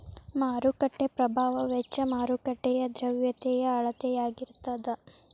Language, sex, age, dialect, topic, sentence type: Kannada, female, 18-24, Dharwad Kannada, banking, statement